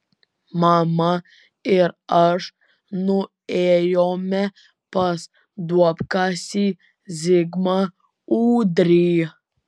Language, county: Lithuanian, Vilnius